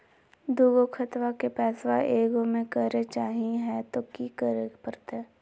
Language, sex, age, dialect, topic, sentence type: Magahi, male, 18-24, Southern, banking, question